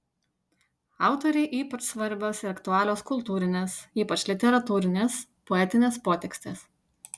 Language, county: Lithuanian, Utena